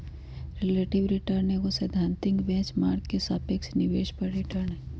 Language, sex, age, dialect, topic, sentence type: Magahi, female, 31-35, Western, banking, statement